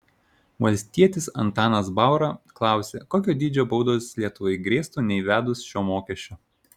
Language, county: Lithuanian, Šiauliai